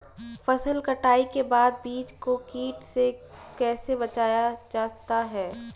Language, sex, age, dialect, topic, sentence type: Hindi, female, 18-24, Marwari Dhudhari, agriculture, question